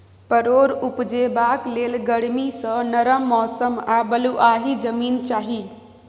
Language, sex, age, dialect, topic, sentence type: Maithili, female, 25-30, Bajjika, agriculture, statement